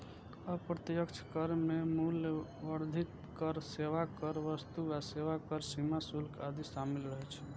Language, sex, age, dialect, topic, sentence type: Maithili, male, 25-30, Eastern / Thethi, banking, statement